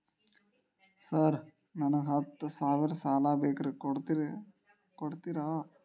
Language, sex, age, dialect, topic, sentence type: Kannada, male, 18-24, Dharwad Kannada, banking, question